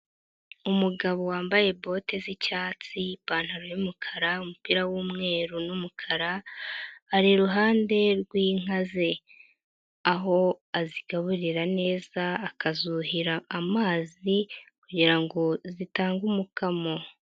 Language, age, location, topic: Kinyarwanda, 50+, Nyagatare, agriculture